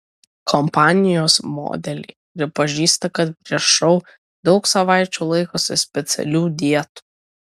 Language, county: Lithuanian, Kaunas